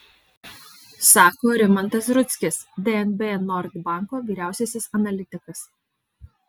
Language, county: Lithuanian, Alytus